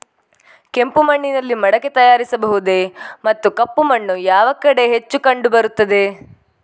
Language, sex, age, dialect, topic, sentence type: Kannada, female, 18-24, Coastal/Dakshin, agriculture, question